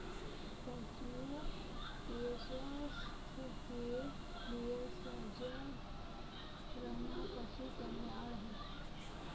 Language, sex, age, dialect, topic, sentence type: Hindi, female, 18-24, Kanauji Braj Bhasha, agriculture, statement